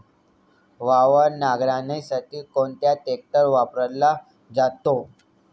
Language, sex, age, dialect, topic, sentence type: Marathi, male, 18-24, Standard Marathi, agriculture, question